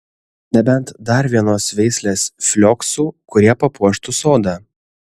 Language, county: Lithuanian, Kaunas